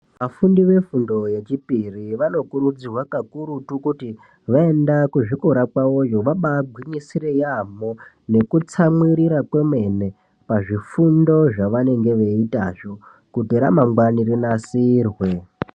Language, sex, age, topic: Ndau, female, 18-24, education